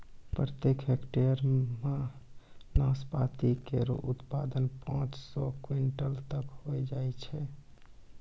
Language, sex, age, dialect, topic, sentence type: Maithili, male, 31-35, Angika, agriculture, statement